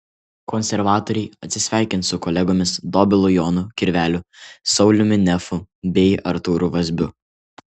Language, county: Lithuanian, Kaunas